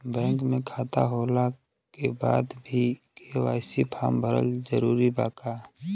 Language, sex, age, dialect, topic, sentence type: Bhojpuri, male, 25-30, Western, banking, question